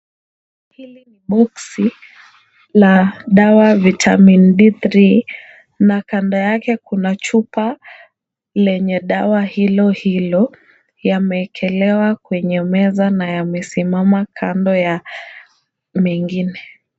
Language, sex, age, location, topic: Swahili, female, 18-24, Kisumu, health